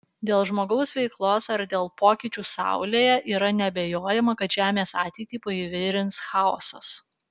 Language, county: Lithuanian, Alytus